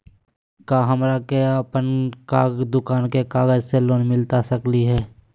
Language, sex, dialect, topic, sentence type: Magahi, male, Southern, banking, question